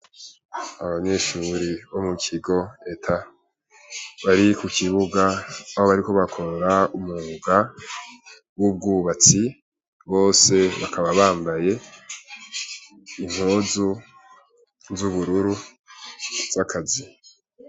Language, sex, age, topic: Rundi, male, 18-24, education